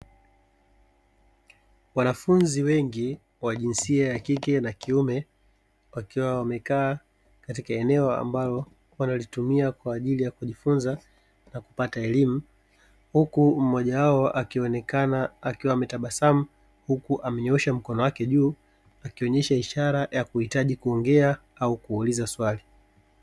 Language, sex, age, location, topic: Swahili, male, 36-49, Dar es Salaam, education